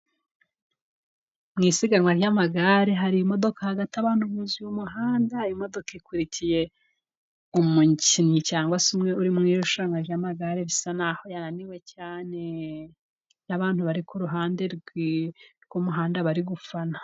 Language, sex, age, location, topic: Kinyarwanda, female, 18-24, Musanze, government